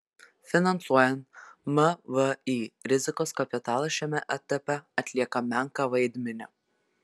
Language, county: Lithuanian, Telšiai